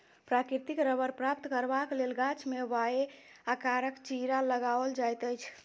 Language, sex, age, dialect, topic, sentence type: Maithili, female, 25-30, Southern/Standard, agriculture, statement